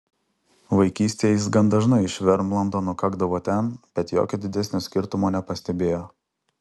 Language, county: Lithuanian, Alytus